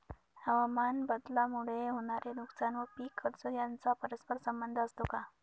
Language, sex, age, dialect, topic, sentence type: Marathi, male, 31-35, Northern Konkan, agriculture, question